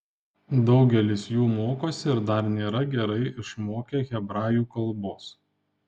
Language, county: Lithuanian, Panevėžys